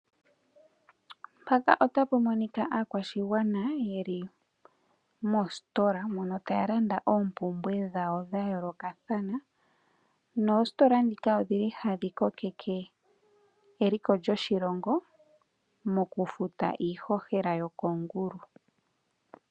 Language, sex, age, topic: Oshiwambo, female, 18-24, finance